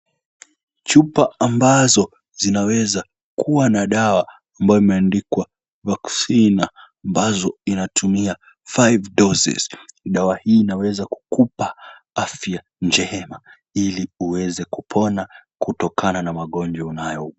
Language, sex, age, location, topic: Swahili, male, 18-24, Kisumu, health